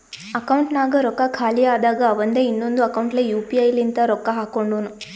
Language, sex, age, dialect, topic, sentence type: Kannada, female, 18-24, Northeastern, banking, statement